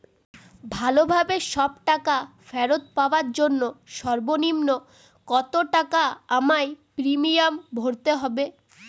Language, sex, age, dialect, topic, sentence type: Bengali, female, 18-24, Northern/Varendri, banking, question